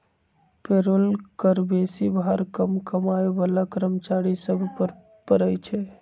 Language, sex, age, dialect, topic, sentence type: Magahi, male, 60-100, Western, banking, statement